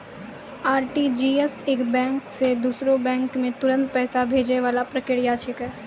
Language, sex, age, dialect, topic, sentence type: Maithili, female, 18-24, Angika, banking, statement